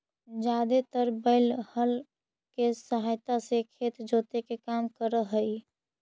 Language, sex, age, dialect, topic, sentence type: Magahi, female, 41-45, Central/Standard, agriculture, statement